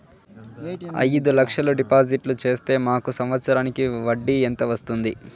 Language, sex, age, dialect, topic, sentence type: Telugu, male, 18-24, Southern, banking, question